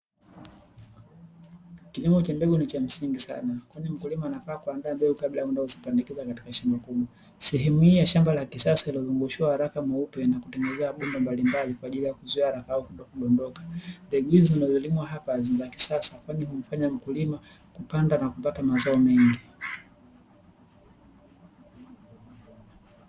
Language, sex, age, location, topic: Swahili, male, 18-24, Dar es Salaam, agriculture